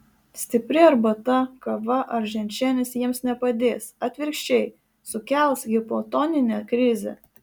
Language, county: Lithuanian, Marijampolė